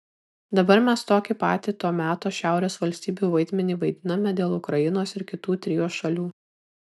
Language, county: Lithuanian, Kaunas